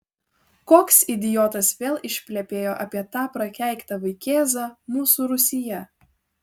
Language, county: Lithuanian, Vilnius